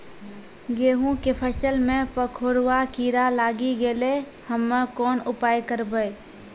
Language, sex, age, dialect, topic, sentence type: Maithili, female, 25-30, Angika, agriculture, question